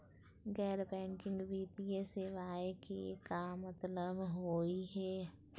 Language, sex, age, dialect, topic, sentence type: Magahi, female, 25-30, Southern, banking, question